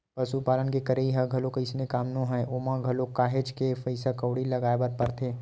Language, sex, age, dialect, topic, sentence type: Chhattisgarhi, male, 18-24, Western/Budati/Khatahi, banking, statement